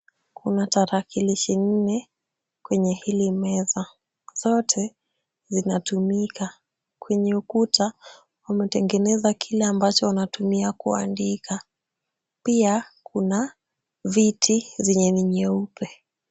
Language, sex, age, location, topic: Swahili, female, 36-49, Kisumu, education